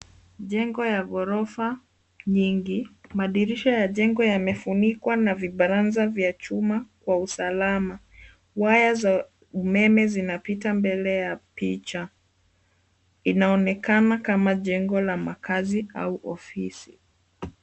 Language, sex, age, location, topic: Swahili, female, 25-35, Nairobi, finance